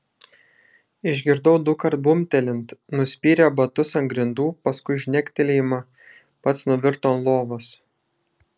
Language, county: Lithuanian, Šiauliai